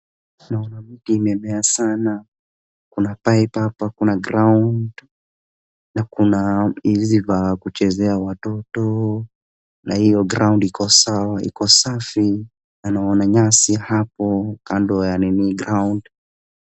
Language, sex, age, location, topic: Swahili, male, 25-35, Wajir, education